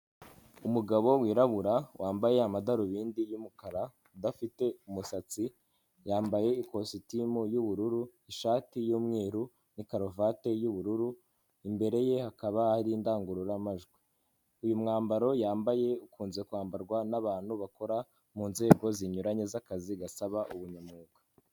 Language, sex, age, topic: Kinyarwanda, male, 18-24, government